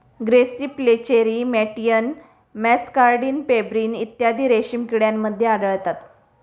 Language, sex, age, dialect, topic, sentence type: Marathi, female, 36-40, Standard Marathi, agriculture, statement